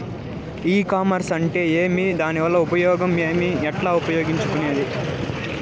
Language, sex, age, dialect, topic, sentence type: Telugu, male, 18-24, Southern, agriculture, question